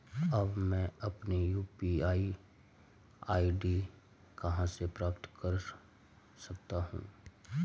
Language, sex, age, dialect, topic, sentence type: Hindi, male, 36-40, Marwari Dhudhari, banking, question